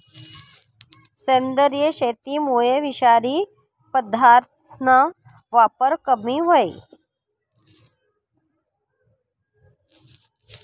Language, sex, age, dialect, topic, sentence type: Marathi, female, 51-55, Northern Konkan, agriculture, statement